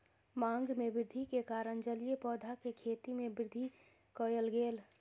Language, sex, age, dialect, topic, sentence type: Maithili, female, 25-30, Southern/Standard, agriculture, statement